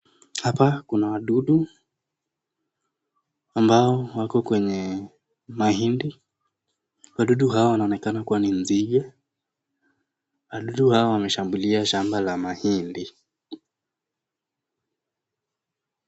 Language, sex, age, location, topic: Swahili, male, 18-24, Nakuru, health